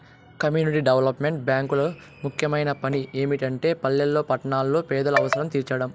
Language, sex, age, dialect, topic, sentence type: Telugu, male, 18-24, Southern, banking, statement